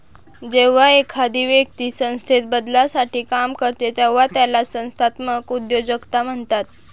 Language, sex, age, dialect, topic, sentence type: Marathi, female, 18-24, Northern Konkan, banking, statement